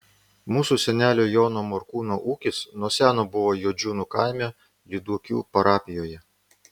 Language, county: Lithuanian, Vilnius